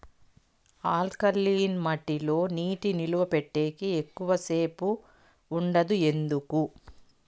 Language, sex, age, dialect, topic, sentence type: Telugu, female, 51-55, Southern, agriculture, question